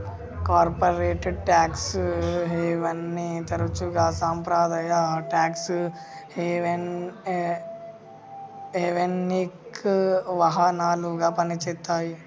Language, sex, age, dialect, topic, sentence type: Telugu, female, 18-24, Telangana, banking, statement